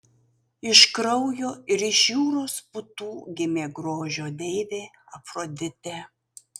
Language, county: Lithuanian, Utena